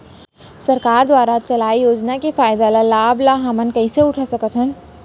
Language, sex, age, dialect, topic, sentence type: Chhattisgarhi, female, 41-45, Central, agriculture, question